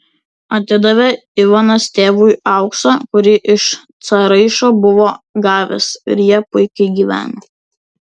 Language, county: Lithuanian, Vilnius